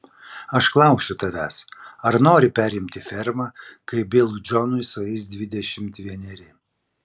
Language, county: Lithuanian, Vilnius